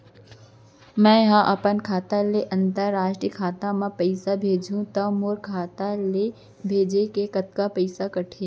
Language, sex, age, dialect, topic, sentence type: Chhattisgarhi, female, 25-30, Central, banking, question